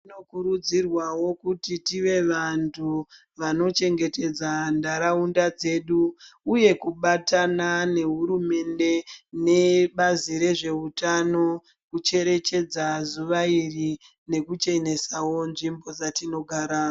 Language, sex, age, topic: Ndau, female, 25-35, health